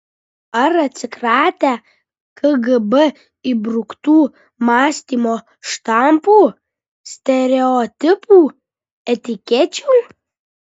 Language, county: Lithuanian, Kaunas